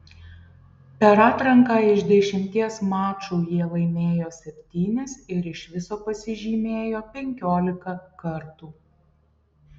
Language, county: Lithuanian, Šiauliai